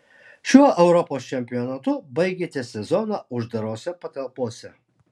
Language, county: Lithuanian, Alytus